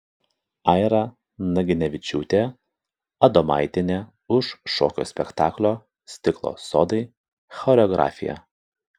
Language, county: Lithuanian, Kaunas